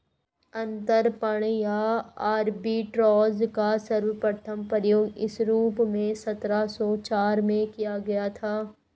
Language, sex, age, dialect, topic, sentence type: Hindi, female, 51-55, Hindustani Malvi Khadi Boli, banking, statement